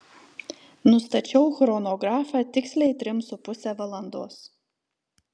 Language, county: Lithuanian, Telšiai